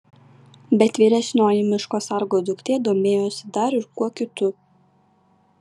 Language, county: Lithuanian, Vilnius